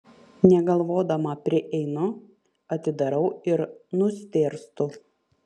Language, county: Lithuanian, Panevėžys